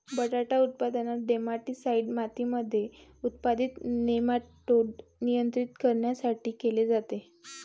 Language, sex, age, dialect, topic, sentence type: Marathi, female, 18-24, Varhadi, agriculture, statement